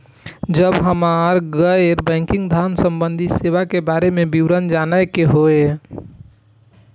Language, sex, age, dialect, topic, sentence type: Maithili, female, 18-24, Eastern / Thethi, banking, question